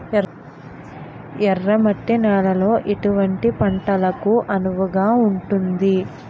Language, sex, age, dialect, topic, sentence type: Telugu, female, 18-24, Utterandhra, agriculture, question